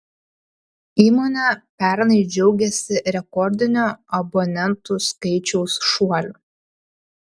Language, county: Lithuanian, Panevėžys